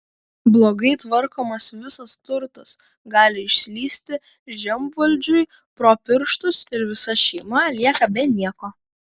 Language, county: Lithuanian, Kaunas